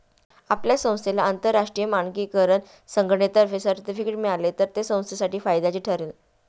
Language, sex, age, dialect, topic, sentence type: Marathi, female, 31-35, Standard Marathi, banking, statement